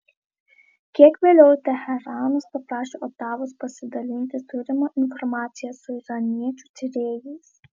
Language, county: Lithuanian, Vilnius